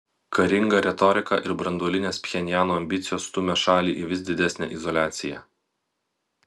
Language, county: Lithuanian, Vilnius